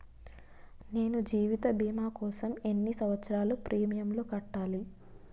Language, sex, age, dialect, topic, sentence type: Telugu, female, 25-30, Utterandhra, banking, question